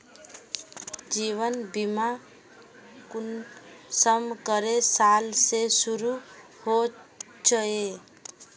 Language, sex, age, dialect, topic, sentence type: Magahi, female, 25-30, Northeastern/Surjapuri, banking, question